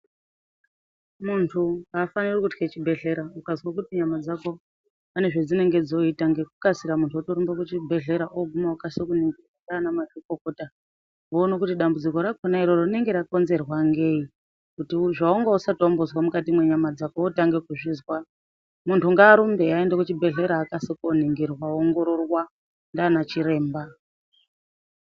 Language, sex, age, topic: Ndau, female, 25-35, health